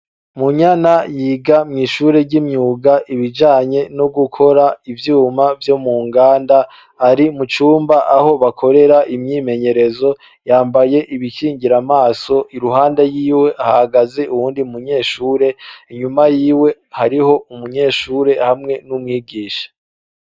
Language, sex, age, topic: Rundi, male, 25-35, education